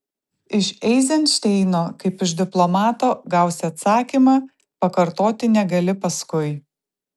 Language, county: Lithuanian, Tauragė